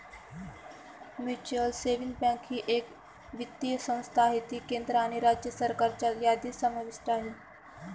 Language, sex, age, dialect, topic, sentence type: Marathi, female, 25-30, Northern Konkan, banking, statement